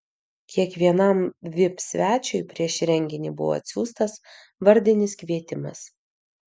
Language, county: Lithuanian, Vilnius